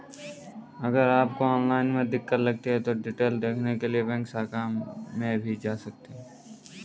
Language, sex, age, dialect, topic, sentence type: Hindi, male, 18-24, Kanauji Braj Bhasha, banking, statement